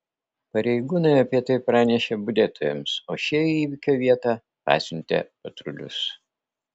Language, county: Lithuanian, Vilnius